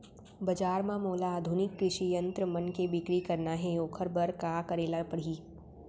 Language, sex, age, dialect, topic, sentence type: Chhattisgarhi, female, 18-24, Central, agriculture, question